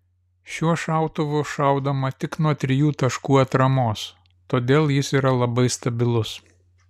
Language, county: Lithuanian, Vilnius